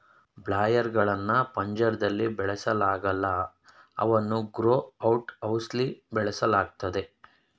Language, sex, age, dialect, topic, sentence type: Kannada, male, 31-35, Mysore Kannada, agriculture, statement